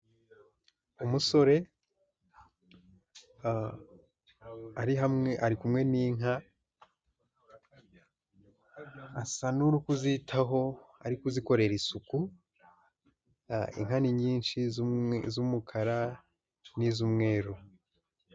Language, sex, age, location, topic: Kinyarwanda, male, 18-24, Huye, agriculture